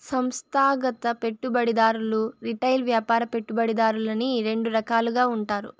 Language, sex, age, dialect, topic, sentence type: Telugu, female, 25-30, Southern, banking, statement